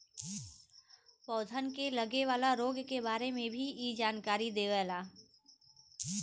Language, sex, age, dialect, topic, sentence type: Bhojpuri, female, 41-45, Western, agriculture, statement